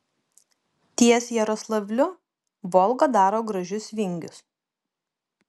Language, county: Lithuanian, Kaunas